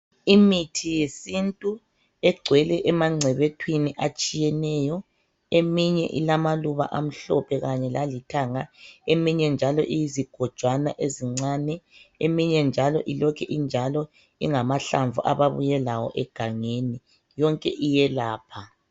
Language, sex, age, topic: North Ndebele, male, 36-49, health